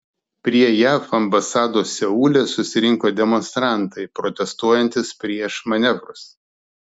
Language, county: Lithuanian, Klaipėda